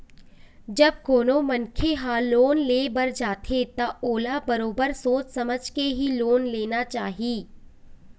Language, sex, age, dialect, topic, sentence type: Chhattisgarhi, female, 25-30, Eastern, banking, statement